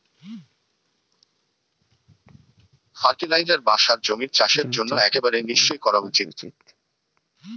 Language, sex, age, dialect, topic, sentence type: Bengali, male, 18-24, Western, agriculture, statement